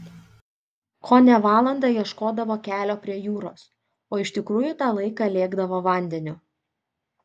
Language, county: Lithuanian, Vilnius